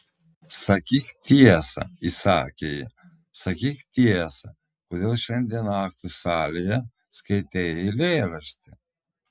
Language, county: Lithuanian, Telšiai